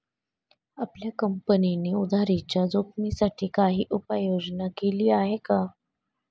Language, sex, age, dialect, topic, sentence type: Marathi, female, 25-30, Standard Marathi, banking, statement